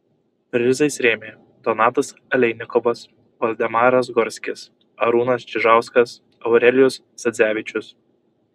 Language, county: Lithuanian, Kaunas